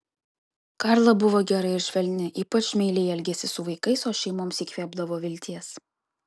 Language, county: Lithuanian, Kaunas